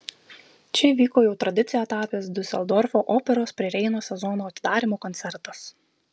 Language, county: Lithuanian, Vilnius